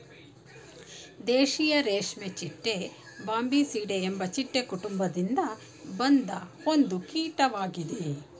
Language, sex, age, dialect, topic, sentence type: Kannada, female, 46-50, Mysore Kannada, agriculture, statement